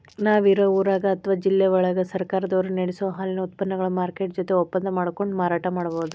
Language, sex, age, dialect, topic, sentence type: Kannada, female, 36-40, Dharwad Kannada, agriculture, statement